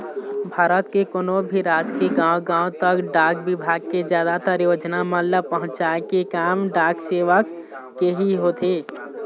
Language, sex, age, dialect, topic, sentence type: Chhattisgarhi, male, 18-24, Eastern, banking, statement